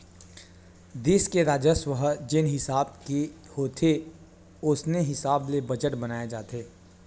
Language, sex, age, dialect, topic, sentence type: Chhattisgarhi, male, 18-24, Western/Budati/Khatahi, banking, statement